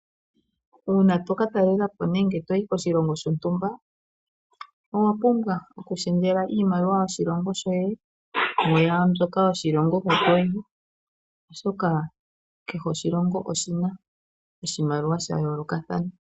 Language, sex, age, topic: Oshiwambo, female, 36-49, finance